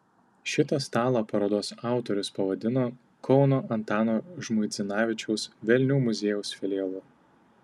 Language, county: Lithuanian, Tauragė